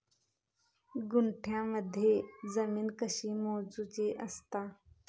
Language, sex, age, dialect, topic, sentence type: Marathi, female, 25-30, Southern Konkan, agriculture, question